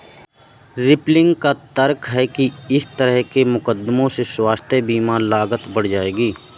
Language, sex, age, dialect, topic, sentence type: Hindi, male, 31-35, Awadhi Bundeli, banking, statement